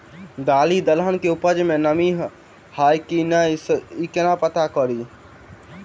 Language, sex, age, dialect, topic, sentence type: Maithili, male, 18-24, Southern/Standard, agriculture, question